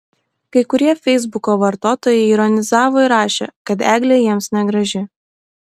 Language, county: Lithuanian, Klaipėda